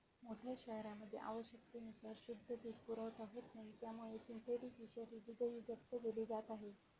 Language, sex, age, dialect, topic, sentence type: Marathi, female, 36-40, Standard Marathi, agriculture, statement